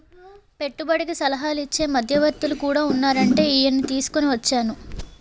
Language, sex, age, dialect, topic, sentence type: Telugu, female, 18-24, Utterandhra, banking, statement